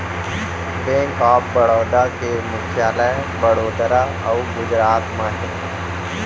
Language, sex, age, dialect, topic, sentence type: Chhattisgarhi, female, 18-24, Central, banking, statement